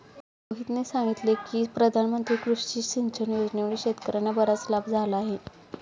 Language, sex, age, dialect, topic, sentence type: Marathi, female, 25-30, Standard Marathi, agriculture, statement